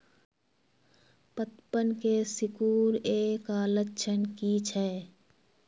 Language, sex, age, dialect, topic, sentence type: Magahi, female, 18-24, Northeastern/Surjapuri, agriculture, question